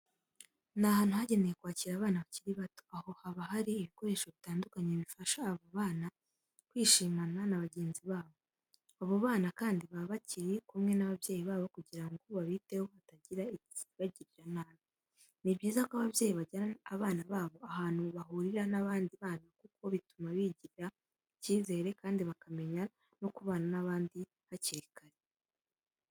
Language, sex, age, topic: Kinyarwanda, female, 18-24, education